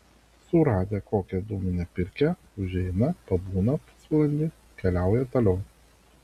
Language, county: Lithuanian, Vilnius